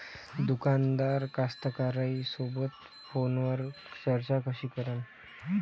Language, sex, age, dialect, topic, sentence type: Marathi, female, 46-50, Varhadi, agriculture, question